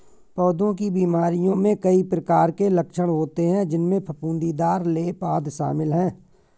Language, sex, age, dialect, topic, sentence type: Hindi, male, 41-45, Awadhi Bundeli, agriculture, statement